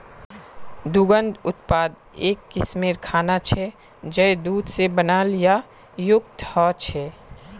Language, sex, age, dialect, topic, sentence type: Magahi, male, 18-24, Northeastern/Surjapuri, agriculture, statement